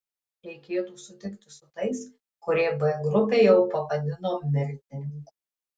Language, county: Lithuanian, Tauragė